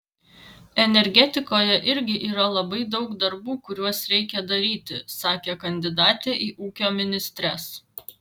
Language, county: Lithuanian, Vilnius